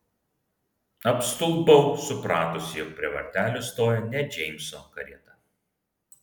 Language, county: Lithuanian, Vilnius